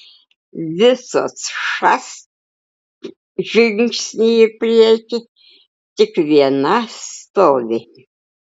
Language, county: Lithuanian, Klaipėda